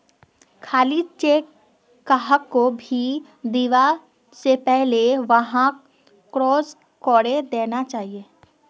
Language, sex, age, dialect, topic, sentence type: Magahi, female, 18-24, Northeastern/Surjapuri, banking, statement